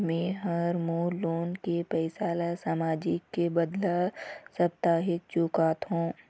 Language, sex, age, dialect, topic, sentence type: Chhattisgarhi, female, 25-30, Eastern, banking, statement